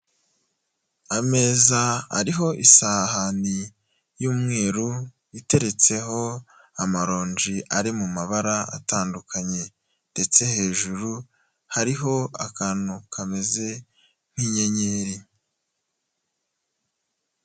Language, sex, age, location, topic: Kinyarwanda, male, 18-24, Nyagatare, education